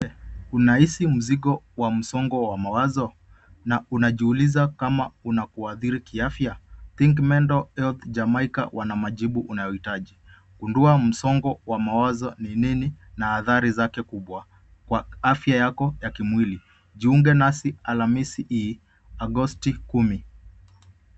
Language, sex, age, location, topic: Swahili, male, 25-35, Nairobi, health